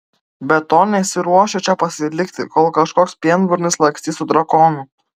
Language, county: Lithuanian, Vilnius